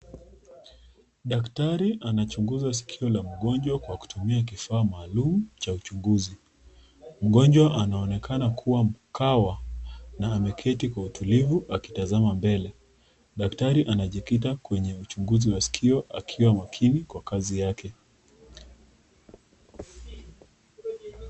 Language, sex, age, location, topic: Swahili, female, 25-35, Nakuru, health